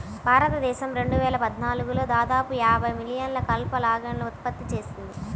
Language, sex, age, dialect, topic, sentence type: Telugu, female, 18-24, Central/Coastal, agriculture, statement